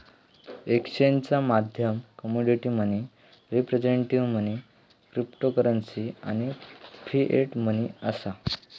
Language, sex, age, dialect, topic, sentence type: Marathi, male, 18-24, Southern Konkan, banking, statement